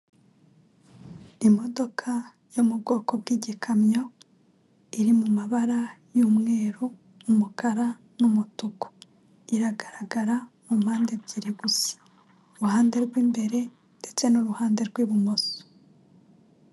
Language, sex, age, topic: Kinyarwanda, female, 25-35, finance